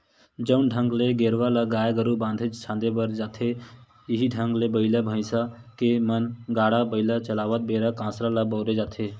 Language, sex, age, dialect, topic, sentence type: Chhattisgarhi, male, 18-24, Western/Budati/Khatahi, agriculture, statement